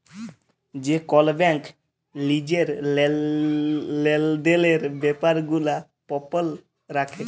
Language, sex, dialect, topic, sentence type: Bengali, male, Jharkhandi, banking, statement